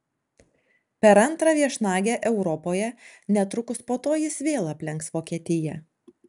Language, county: Lithuanian, Alytus